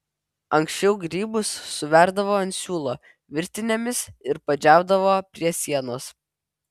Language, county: Lithuanian, Vilnius